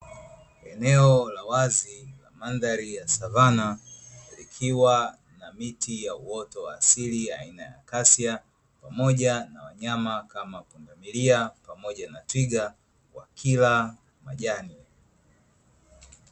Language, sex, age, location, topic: Swahili, male, 25-35, Dar es Salaam, agriculture